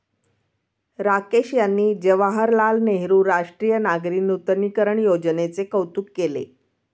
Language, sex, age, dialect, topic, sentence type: Marathi, female, 51-55, Standard Marathi, banking, statement